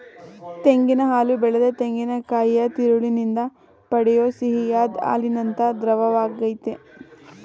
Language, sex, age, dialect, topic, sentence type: Kannada, female, 18-24, Mysore Kannada, agriculture, statement